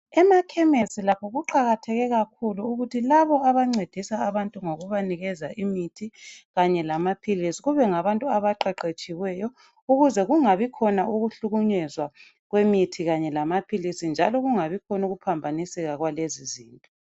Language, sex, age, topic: North Ndebele, female, 25-35, health